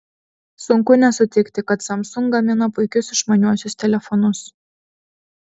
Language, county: Lithuanian, Vilnius